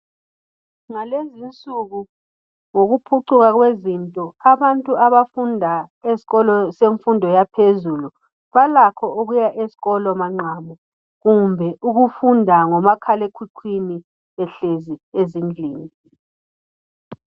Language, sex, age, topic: North Ndebele, male, 18-24, education